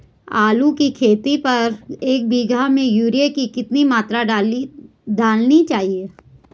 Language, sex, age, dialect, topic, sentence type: Hindi, female, 41-45, Garhwali, agriculture, question